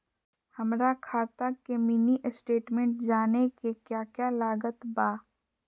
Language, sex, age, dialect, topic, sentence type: Magahi, female, 51-55, Southern, banking, question